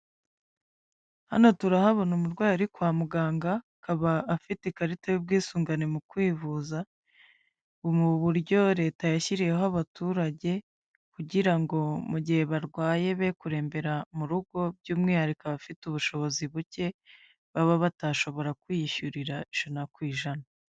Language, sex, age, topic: Kinyarwanda, female, 25-35, finance